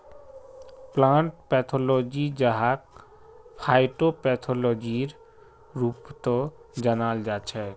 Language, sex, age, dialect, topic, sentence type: Magahi, male, 25-30, Northeastern/Surjapuri, agriculture, statement